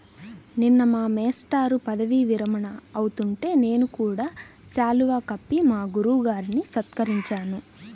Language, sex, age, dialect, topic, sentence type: Telugu, female, 18-24, Central/Coastal, agriculture, statement